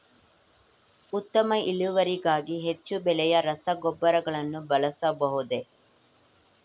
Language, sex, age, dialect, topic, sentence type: Kannada, male, 18-24, Mysore Kannada, agriculture, question